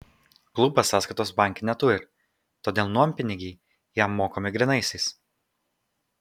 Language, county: Lithuanian, Kaunas